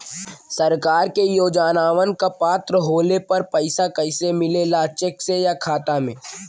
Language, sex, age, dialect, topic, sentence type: Bhojpuri, male, <18, Western, banking, question